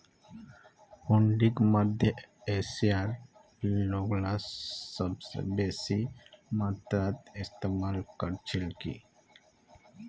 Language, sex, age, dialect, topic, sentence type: Magahi, male, 25-30, Northeastern/Surjapuri, banking, statement